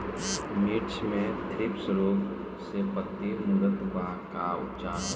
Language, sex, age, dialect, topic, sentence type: Bhojpuri, male, 18-24, Northern, agriculture, question